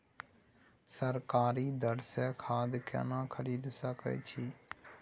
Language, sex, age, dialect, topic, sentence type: Maithili, male, 60-100, Bajjika, agriculture, question